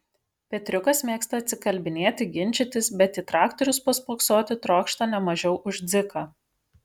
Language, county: Lithuanian, Šiauliai